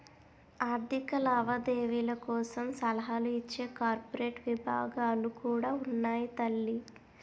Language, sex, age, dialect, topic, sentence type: Telugu, female, 25-30, Utterandhra, banking, statement